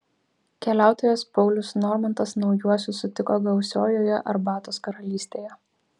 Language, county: Lithuanian, Vilnius